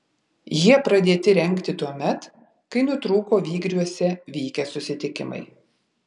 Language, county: Lithuanian, Vilnius